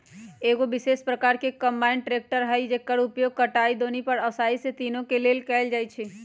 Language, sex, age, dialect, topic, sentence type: Magahi, female, 31-35, Western, agriculture, statement